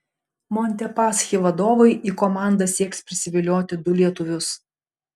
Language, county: Lithuanian, Panevėžys